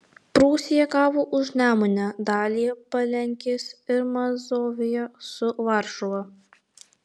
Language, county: Lithuanian, Alytus